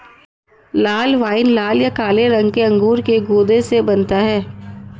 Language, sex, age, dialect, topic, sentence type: Hindi, female, 60-100, Marwari Dhudhari, agriculture, statement